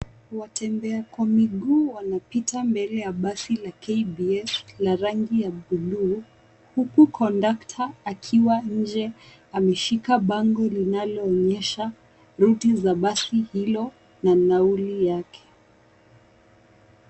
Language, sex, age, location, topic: Swahili, female, 18-24, Nairobi, government